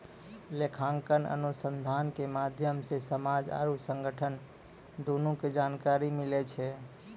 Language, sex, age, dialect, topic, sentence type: Maithili, male, 25-30, Angika, banking, statement